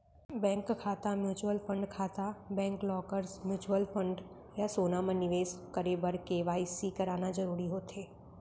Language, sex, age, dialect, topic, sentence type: Chhattisgarhi, female, 18-24, Central, banking, statement